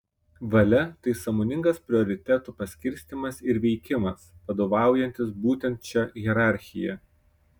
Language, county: Lithuanian, Kaunas